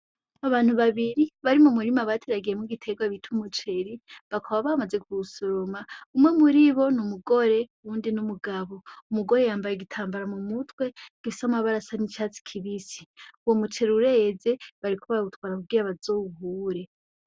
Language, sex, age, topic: Rundi, female, 18-24, agriculture